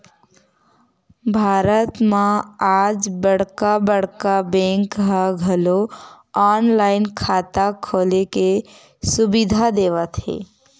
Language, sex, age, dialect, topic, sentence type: Chhattisgarhi, female, 18-24, Western/Budati/Khatahi, banking, statement